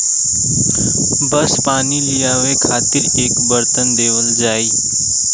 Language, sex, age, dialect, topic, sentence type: Bhojpuri, male, 18-24, Western, agriculture, statement